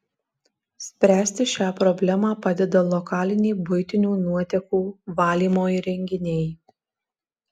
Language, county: Lithuanian, Alytus